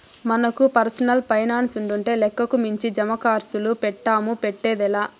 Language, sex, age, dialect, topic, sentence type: Telugu, female, 51-55, Southern, banking, statement